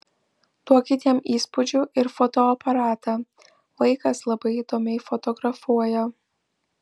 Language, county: Lithuanian, Vilnius